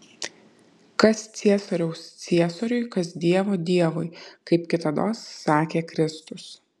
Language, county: Lithuanian, Kaunas